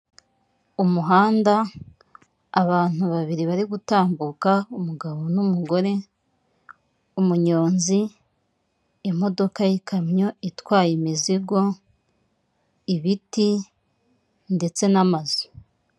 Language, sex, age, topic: Kinyarwanda, female, 25-35, government